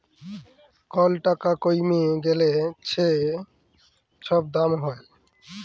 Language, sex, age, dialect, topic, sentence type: Bengali, male, 18-24, Jharkhandi, banking, statement